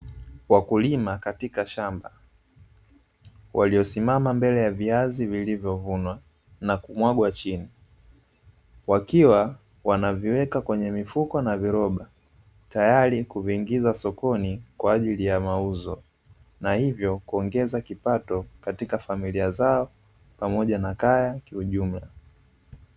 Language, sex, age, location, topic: Swahili, male, 25-35, Dar es Salaam, agriculture